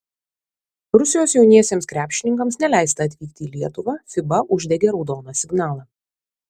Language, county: Lithuanian, Vilnius